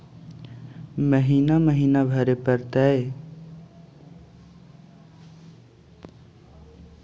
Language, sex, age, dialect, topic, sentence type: Magahi, male, 51-55, Central/Standard, banking, question